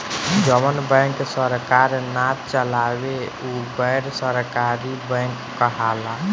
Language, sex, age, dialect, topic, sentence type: Bhojpuri, male, 18-24, Southern / Standard, banking, statement